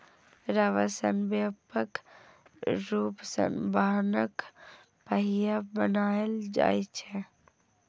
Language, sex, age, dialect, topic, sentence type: Maithili, female, 41-45, Eastern / Thethi, agriculture, statement